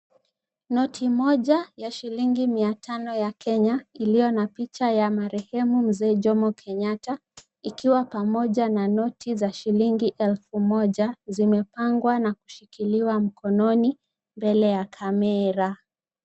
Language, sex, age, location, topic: Swahili, female, 25-35, Kisumu, finance